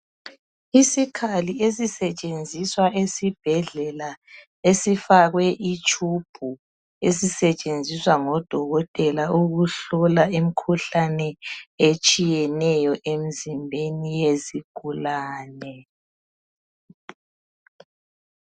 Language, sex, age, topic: North Ndebele, female, 50+, health